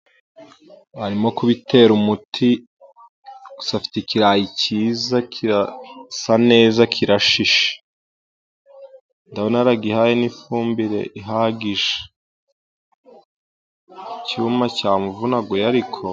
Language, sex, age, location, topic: Kinyarwanda, male, 18-24, Musanze, agriculture